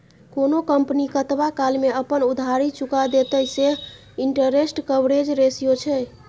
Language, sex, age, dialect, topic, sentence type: Maithili, female, 18-24, Bajjika, banking, statement